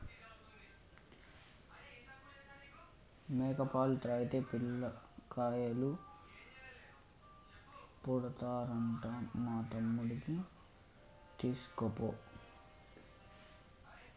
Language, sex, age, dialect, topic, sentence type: Telugu, male, 18-24, Southern, agriculture, statement